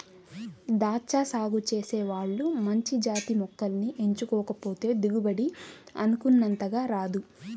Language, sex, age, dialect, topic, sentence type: Telugu, female, 18-24, Central/Coastal, agriculture, statement